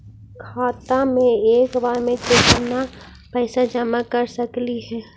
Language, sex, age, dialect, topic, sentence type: Magahi, female, 56-60, Central/Standard, banking, question